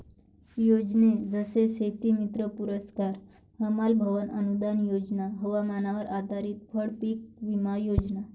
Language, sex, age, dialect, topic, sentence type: Marathi, female, 60-100, Varhadi, agriculture, statement